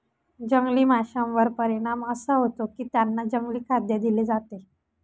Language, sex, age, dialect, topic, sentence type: Marathi, female, 18-24, Northern Konkan, agriculture, statement